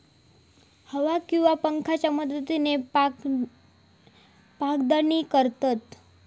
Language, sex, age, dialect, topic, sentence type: Marathi, female, 18-24, Southern Konkan, agriculture, statement